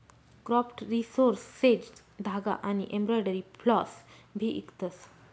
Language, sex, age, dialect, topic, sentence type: Marathi, female, 36-40, Northern Konkan, agriculture, statement